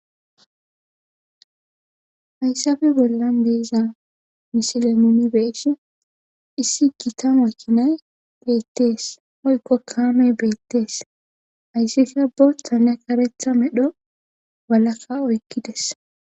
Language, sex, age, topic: Gamo, female, 18-24, government